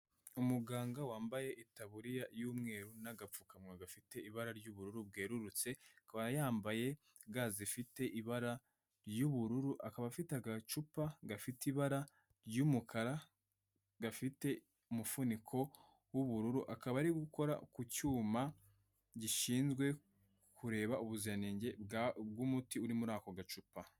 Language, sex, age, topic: Kinyarwanda, male, 18-24, health